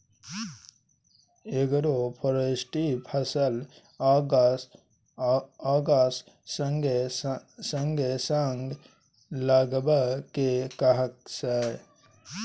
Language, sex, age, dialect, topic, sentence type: Maithili, male, 25-30, Bajjika, agriculture, statement